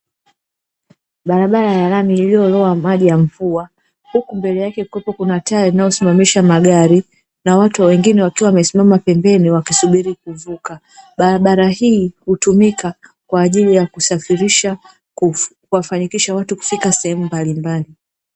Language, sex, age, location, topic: Swahili, female, 36-49, Dar es Salaam, government